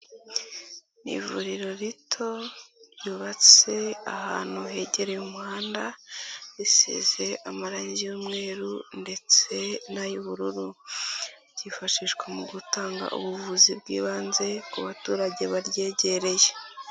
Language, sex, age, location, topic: Kinyarwanda, female, 18-24, Nyagatare, health